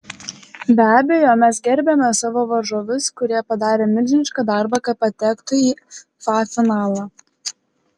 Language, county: Lithuanian, Klaipėda